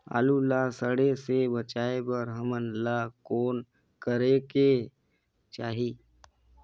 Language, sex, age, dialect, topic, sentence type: Chhattisgarhi, male, 25-30, Northern/Bhandar, agriculture, question